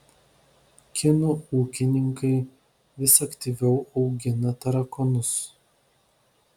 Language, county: Lithuanian, Vilnius